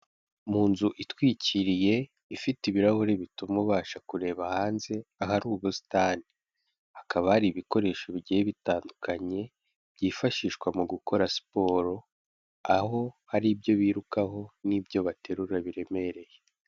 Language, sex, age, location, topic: Kinyarwanda, male, 25-35, Kigali, health